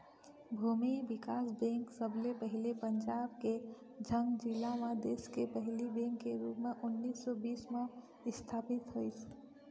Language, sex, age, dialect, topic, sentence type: Chhattisgarhi, female, 25-30, Eastern, banking, statement